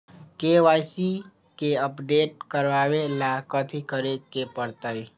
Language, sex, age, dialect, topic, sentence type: Magahi, male, 25-30, Western, banking, question